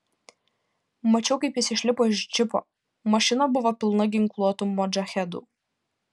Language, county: Lithuanian, Panevėžys